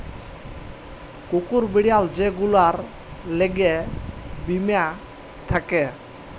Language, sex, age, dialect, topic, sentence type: Bengali, male, 18-24, Jharkhandi, banking, statement